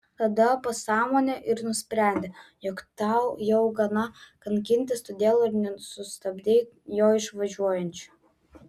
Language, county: Lithuanian, Vilnius